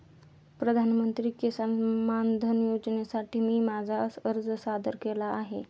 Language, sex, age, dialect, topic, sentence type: Marathi, female, 18-24, Standard Marathi, agriculture, statement